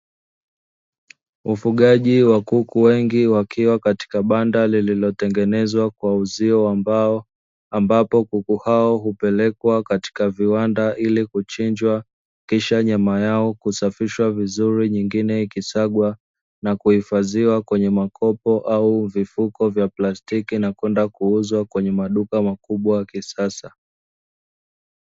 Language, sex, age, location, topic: Swahili, male, 25-35, Dar es Salaam, agriculture